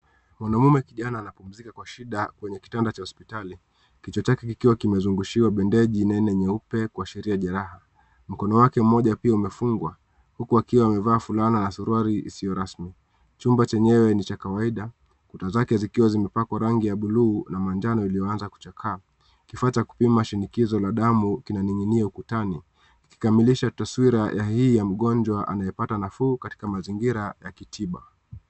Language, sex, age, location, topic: Swahili, male, 25-35, Nakuru, health